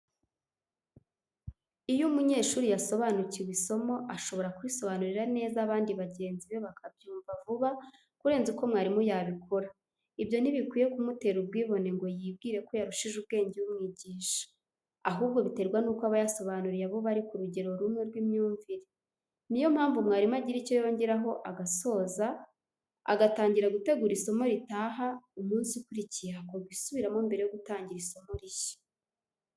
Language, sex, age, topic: Kinyarwanda, female, 18-24, education